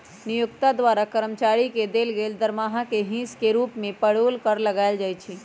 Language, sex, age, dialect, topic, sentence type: Magahi, female, 31-35, Western, banking, statement